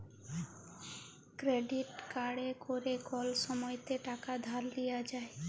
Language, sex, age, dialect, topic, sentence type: Bengali, female, 31-35, Jharkhandi, banking, statement